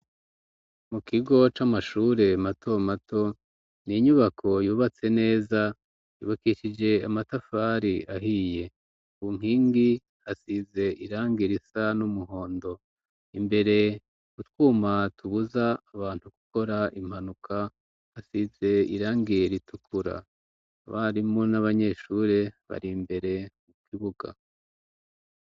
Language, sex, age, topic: Rundi, male, 36-49, education